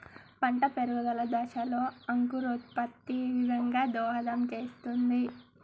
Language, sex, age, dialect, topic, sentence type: Telugu, female, 18-24, Telangana, agriculture, question